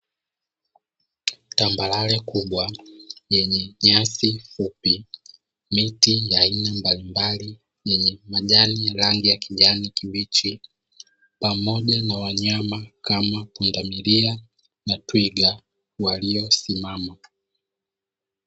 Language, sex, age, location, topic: Swahili, male, 25-35, Dar es Salaam, agriculture